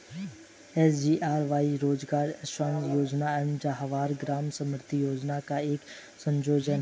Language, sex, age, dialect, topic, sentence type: Hindi, male, 18-24, Hindustani Malvi Khadi Boli, banking, statement